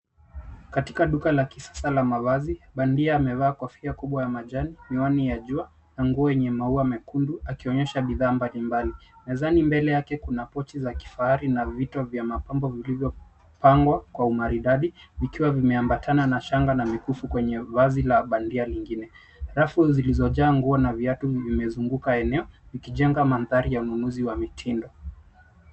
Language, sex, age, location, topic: Swahili, male, 25-35, Nairobi, finance